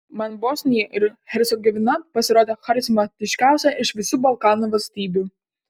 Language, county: Lithuanian, Panevėžys